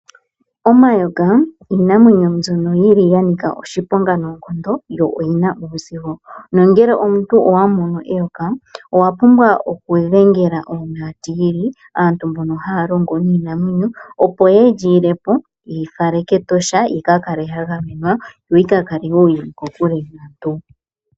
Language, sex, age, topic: Oshiwambo, male, 25-35, agriculture